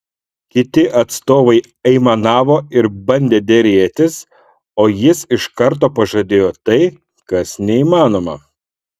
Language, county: Lithuanian, Šiauliai